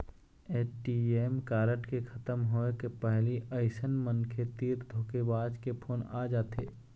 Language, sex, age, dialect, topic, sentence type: Chhattisgarhi, male, 25-30, Eastern, banking, statement